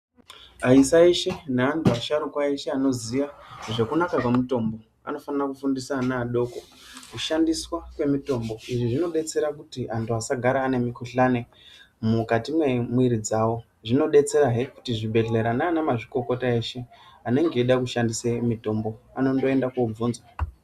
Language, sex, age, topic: Ndau, male, 18-24, health